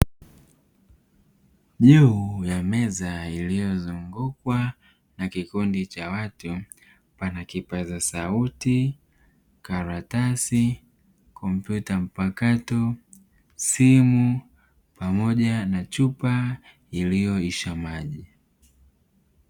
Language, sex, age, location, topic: Swahili, male, 18-24, Dar es Salaam, education